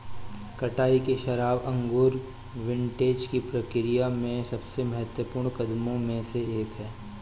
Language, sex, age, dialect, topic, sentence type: Hindi, male, 25-30, Awadhi Bundeli, agriculture, statement